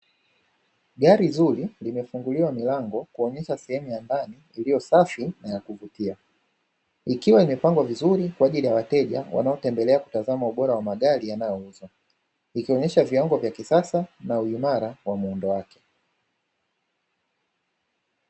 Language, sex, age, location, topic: Swahili, male, 25-35, Dar es Salaam, finance